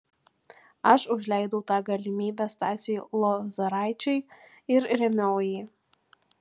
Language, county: Lithuanian, Panevėžys